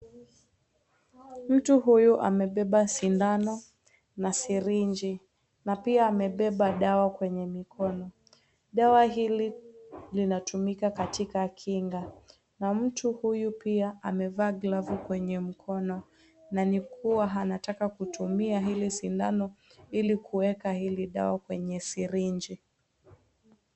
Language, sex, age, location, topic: Swahili, female, 18-24, Kisii, health